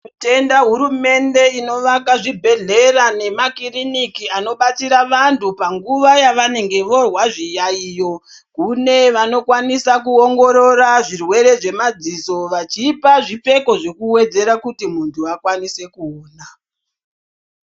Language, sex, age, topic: Ndau, female, 36-49, health